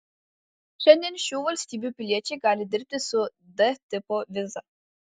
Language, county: Lithuanian, Alytus